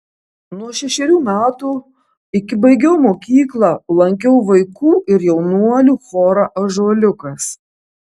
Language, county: Lithuanian, Kaunas